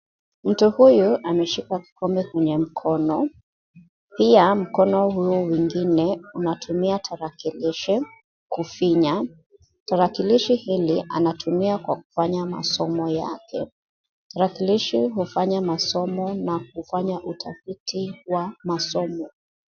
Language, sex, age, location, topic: Swahili, female, 25-35, Nairobi, education